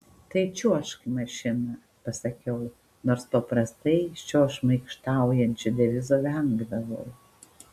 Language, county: Lithuanian, Panevėžys